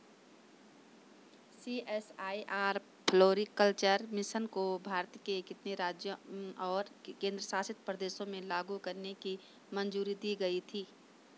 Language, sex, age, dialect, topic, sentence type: Hindi, female, 25-30, Hindustani Malvi Khadi Boli, banking, question